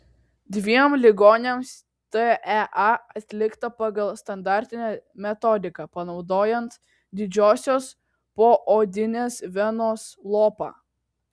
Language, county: Lithuanian, Kaunas